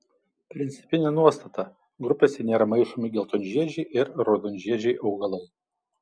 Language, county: Lithuanian, Kaunas